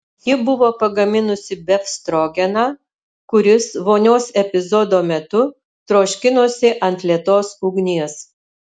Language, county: Lithuanian, Alytus